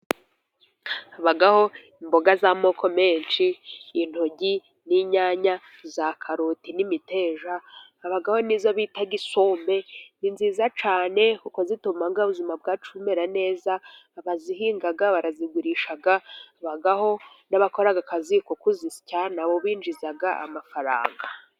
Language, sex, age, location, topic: Kinyarwanda, female, 50+, Musanze, agriculture